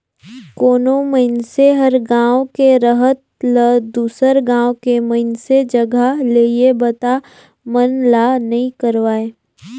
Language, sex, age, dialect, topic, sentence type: Chhattisgarhi, female, 18-24, Northern/Bhandar, banking, statement